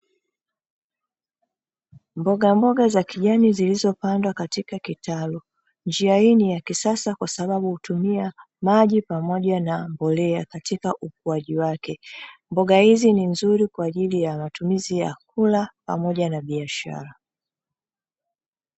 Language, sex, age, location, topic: Swahili, female, 36-49, Dar es Salaam, agriculture